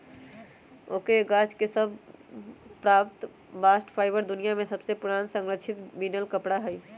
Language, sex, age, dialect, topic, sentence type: Magahi, female, 18-24, Western, agriculture, statement